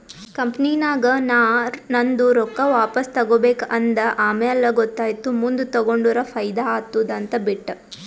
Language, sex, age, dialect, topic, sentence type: Kannada, female, 18-24, Northeastern, banking, statement